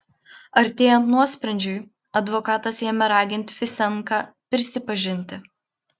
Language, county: Lithuanian, Klaipėda